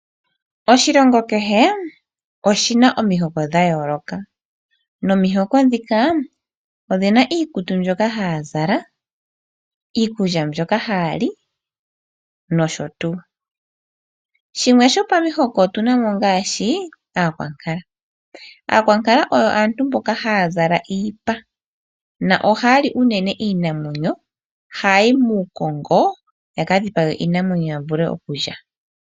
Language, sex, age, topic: Oshiwambo, female, 18-24, agriculture